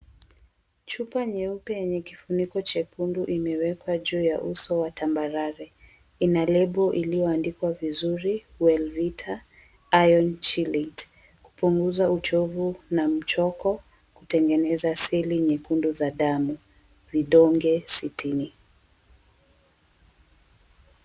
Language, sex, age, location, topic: Swahili, female, 18-24, Mombasa, health